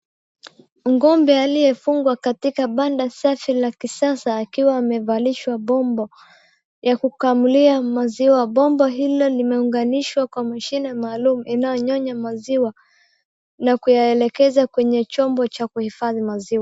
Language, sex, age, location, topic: Swahili, female, 18-24, Wajir, agriculture